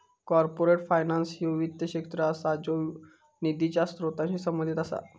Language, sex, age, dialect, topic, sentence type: Marathi, male, 18-24, Southern Konkan, banking, statement